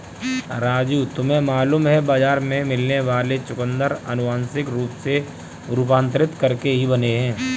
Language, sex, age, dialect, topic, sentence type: Hindi, male, 25-30, Kanauji Braj Bhasha, agriculture, statement